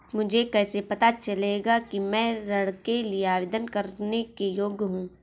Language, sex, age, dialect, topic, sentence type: Hindi, female, 18-24, Awadhi Bundeli, banking, statement